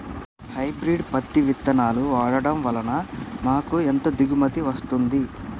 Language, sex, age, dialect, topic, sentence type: Telugu, male, 31-35, Telangana, agriculture, question